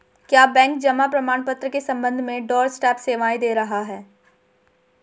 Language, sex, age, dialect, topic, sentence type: Hindi, female, 18-24, Marwari Dhudhari, banking, statement